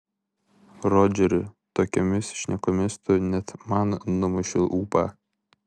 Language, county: Lithuanian, Vilnius